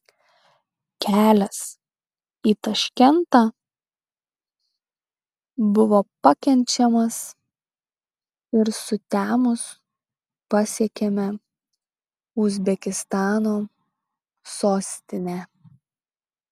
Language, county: Lithuanian, Šiauliai